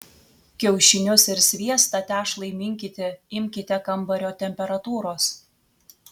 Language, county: Lithuanian, Telšiai